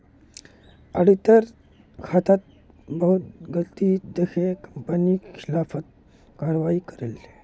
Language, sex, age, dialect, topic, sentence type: Magahi, male, 18-24, Northeastern/Surjapuri, banking, statement